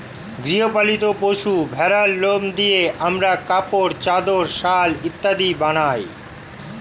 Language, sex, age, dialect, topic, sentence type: Bengali, male, 46-50, Standard Colloquial, agriculture, statement